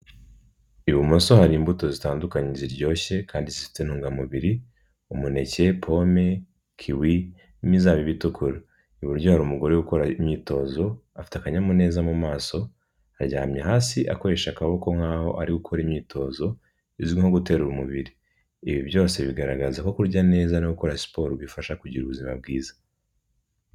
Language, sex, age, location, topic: Kinyarwanda, male, 18-24, Kigali, health